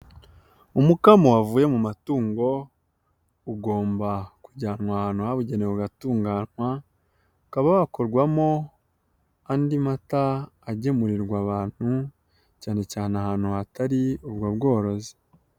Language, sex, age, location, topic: Kinyarwanda, female, 18-24, Nyagatare, agriculture